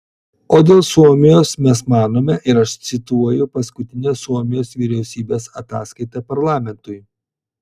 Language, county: Lithuanian, Vilnius